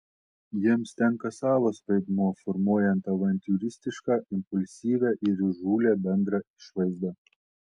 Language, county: Lithuanian, Telšiai